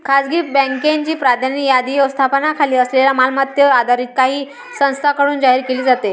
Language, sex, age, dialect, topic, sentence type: Marathi, male, 31-35, Varhadi, banking, statement